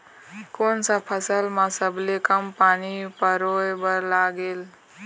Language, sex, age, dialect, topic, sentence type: Chhattisgarhi, female, 18-24, Eastern, agriculture, question